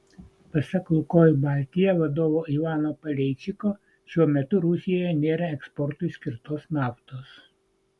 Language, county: Lithuanian, Vilnius